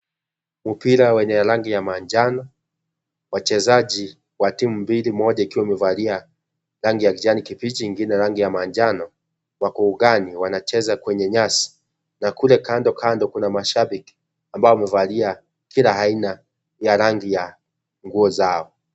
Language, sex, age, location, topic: Swahili, male, 25-35, Kisii, government